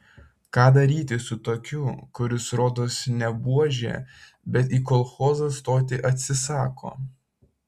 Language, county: Lithuanian, Vilnius